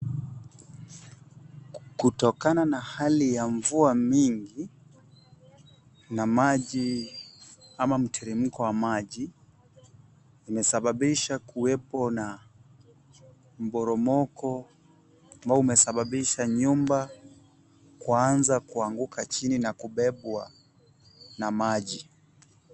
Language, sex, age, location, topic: Swahili, male, 18-24, Kisumu, health